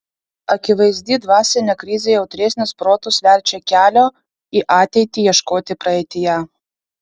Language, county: Lithuanian, Vilnius